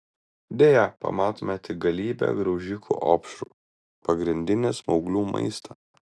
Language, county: Lithuanian, Vilnius